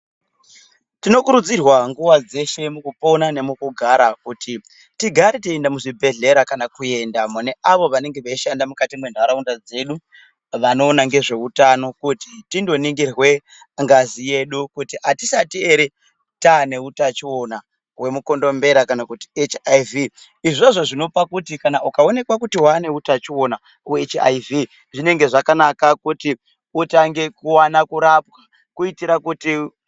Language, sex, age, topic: Ndau, male, 25-35, health